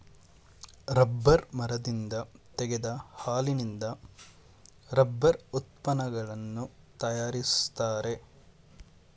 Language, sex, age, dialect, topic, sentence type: Kannada, male, 18-24, Mysore Kannada, agriculture, statement